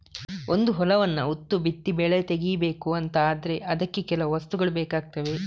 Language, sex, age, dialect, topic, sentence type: Kannada, male, 31-35, Coastal/Dakshin, agriculture, statement